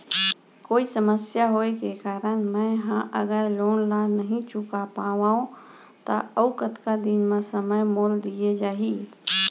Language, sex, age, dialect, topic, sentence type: Chhattisgarhi, female, 41-45, Central, banking, question